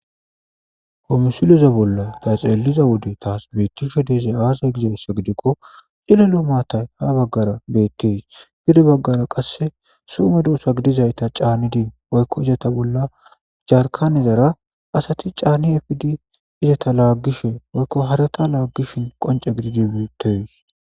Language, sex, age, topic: Gamo, male, 25-35, agriculture